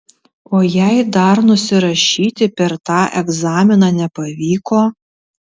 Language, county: Lithuanian, Tauragė